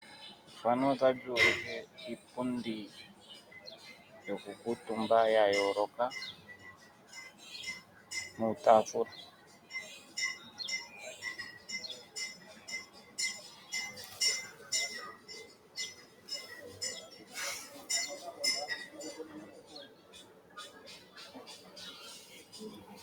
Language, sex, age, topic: Oshiwambo, male, 36-49, finance